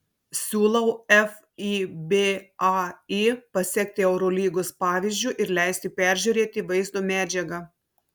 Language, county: Lithuanian, Telšiai